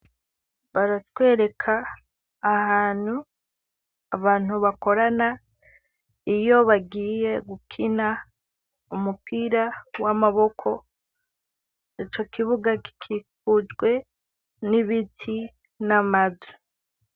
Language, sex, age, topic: Rundi, female, 18-24, education